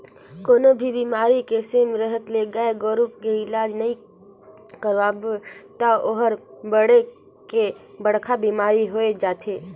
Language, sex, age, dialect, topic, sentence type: Chhattisgarhi, female, 25-30, Northern/Bhandar, agriculture, statement